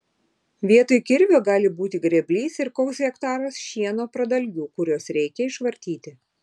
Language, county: Lithuanian, Vilnius